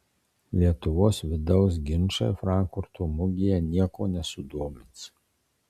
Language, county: Lithuanian, Marijampolė